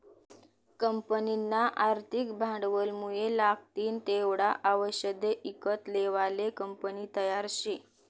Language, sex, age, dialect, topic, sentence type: Marathi, female, 18-24, Northern Konkan, banking, statement